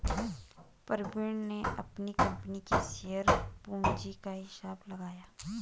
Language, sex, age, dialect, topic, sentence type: Hindi, female, 25-30, Garhwali, banking, statement